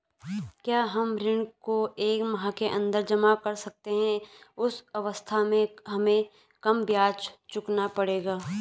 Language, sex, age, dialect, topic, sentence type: Hindi, male, 18-24, Garhwali, banking, question